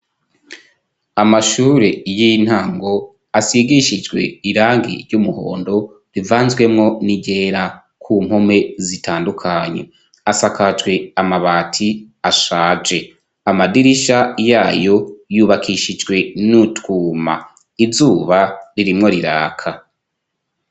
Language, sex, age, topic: Rundi, male, 25-35, education